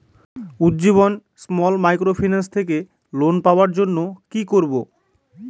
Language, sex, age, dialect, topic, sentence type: Bengali, male, 25-30, Northern/Varendri, banking, question